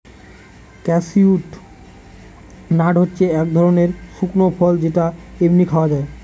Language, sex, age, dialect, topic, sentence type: Bengali, male, 18-24, Northern/Varendri, agriculture, statement